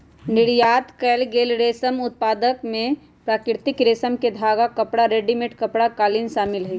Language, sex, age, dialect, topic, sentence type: Magahi, female, 25-30, Western, agriculture, statement